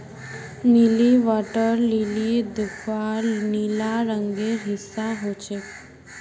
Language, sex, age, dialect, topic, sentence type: Magahi, female, 51-55, Northeastern/Surjapuri, agriculture, statement